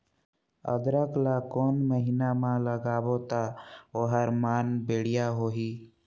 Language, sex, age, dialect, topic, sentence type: Chhattisgarhi, male, 46-50, Northern/Bhandar, agriculture, question